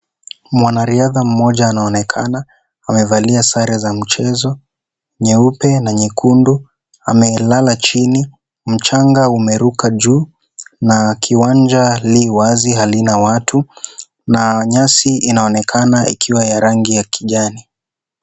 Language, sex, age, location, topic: Swahili, male, 18-24, Kisii, government